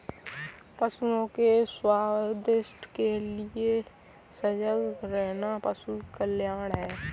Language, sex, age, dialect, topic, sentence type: Hindi, female, 18-24, Kanauji Braj Bhasha, agriculture, statement